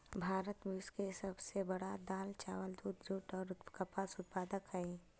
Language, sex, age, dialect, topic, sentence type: Magahi, male, 56-60, Central/Standard, agriculture, statement